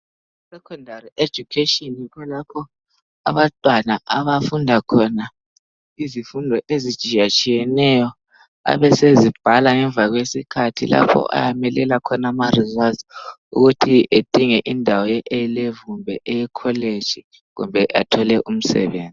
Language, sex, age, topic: North Ndebele, male, 18-24, education